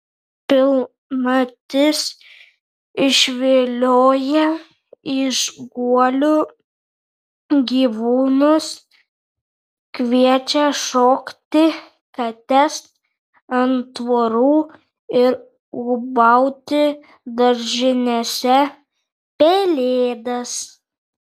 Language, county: Lithuanian, Kaunas